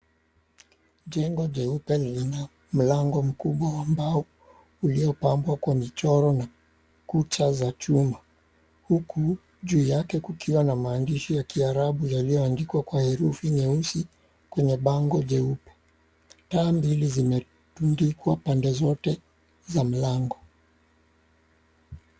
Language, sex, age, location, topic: Swahili, male, 36-49, Mombasa, government